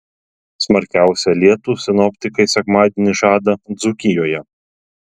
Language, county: Lithuanian, Telšiai